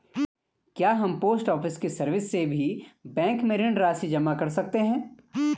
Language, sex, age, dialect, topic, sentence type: Hindi, male, 25-30, Garhwali, banking, question